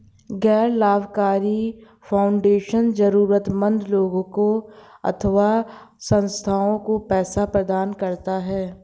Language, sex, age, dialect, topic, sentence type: Hindi, female, 51-55, Hindustani Malvi Khadi Boli, banking, statement